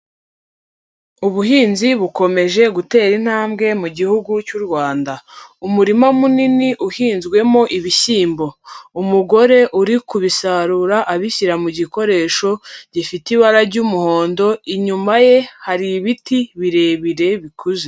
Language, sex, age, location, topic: Kinyarwanda, female, 18-24, Huye, agriculture